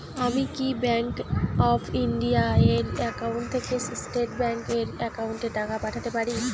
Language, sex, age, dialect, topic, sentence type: Bengali, female, 18-24, Rajbangshi, banking, question